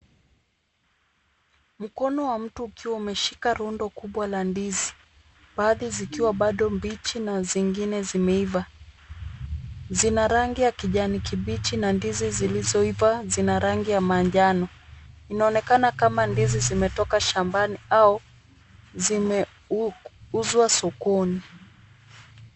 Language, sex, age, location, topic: Swahili, female, 36-49, Kisumu, agriculture